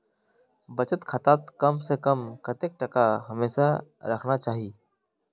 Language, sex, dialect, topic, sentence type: Magahi, male, Northeastern/Surjapuri, banking, question